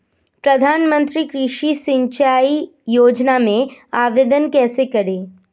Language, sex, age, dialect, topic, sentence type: Hindi, female, 25-30, Hindustani Malvi Khadi Boli, agriculture, question